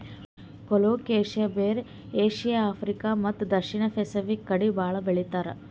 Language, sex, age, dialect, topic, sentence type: Kannada, female, 18-24, Northeastern, agriculture, statement